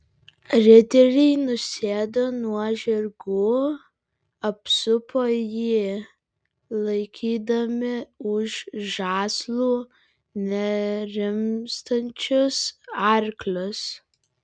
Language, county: Lithuanian, Vilnius